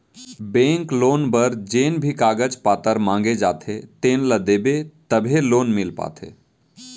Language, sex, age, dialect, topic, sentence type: Chhattisgarhi, male, 31-35, Central, banking, statement